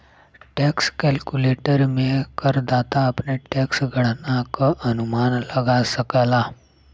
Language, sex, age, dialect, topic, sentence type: Bhojpuri, male, 31-35, Western, banking, statement